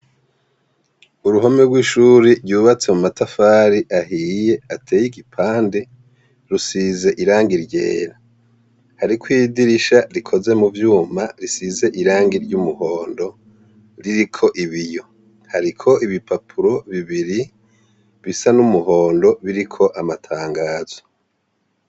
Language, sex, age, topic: Rundi, male, 50+, education